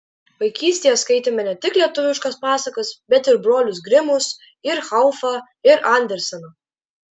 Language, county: Lithuanian, Klaipėda